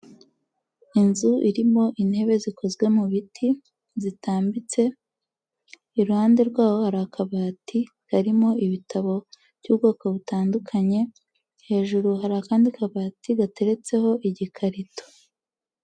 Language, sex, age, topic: Kinyarwanda, female, 18-24, education